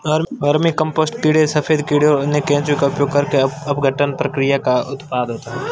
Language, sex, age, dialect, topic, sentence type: Hindi, male, 18-24, Marwari Dhudhari, agriculture, statement